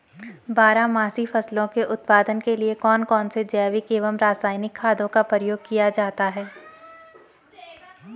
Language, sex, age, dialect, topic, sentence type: Hindi, female, 18-24, Garhwali, agriculture, question